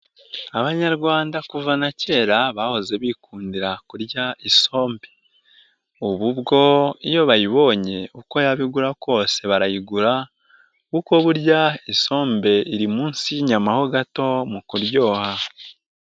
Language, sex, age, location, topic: Kinyarwanda, male, 18-24, Nyagatare, agriculture